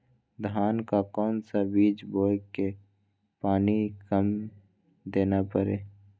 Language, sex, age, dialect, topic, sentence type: Magahi, male, 18-24, Western, agriculture, question